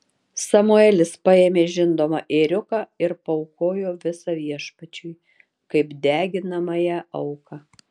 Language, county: Lithuanian, Tauragė